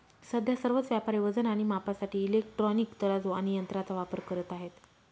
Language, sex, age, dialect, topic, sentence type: Marathi, female, 36-40, Northern Konkan, agriculture, statement